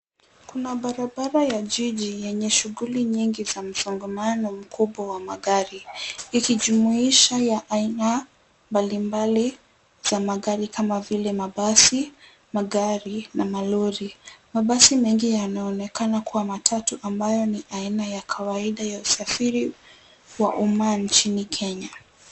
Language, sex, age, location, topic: Swahili, female, 18-24, Nairobi, government